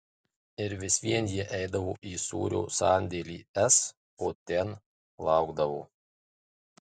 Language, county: Lithuanian, Marijampolė